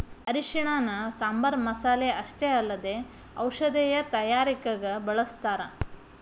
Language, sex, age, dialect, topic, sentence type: Kannada, female, 31-35, Dharwad Kannada, agriculture, statement